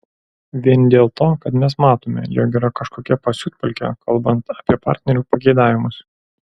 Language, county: Lithuanian, Klaipėda